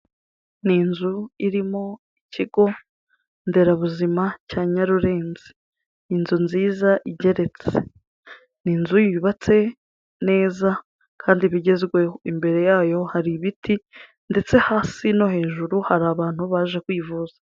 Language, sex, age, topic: Kinyarwanda, female, 25-35, health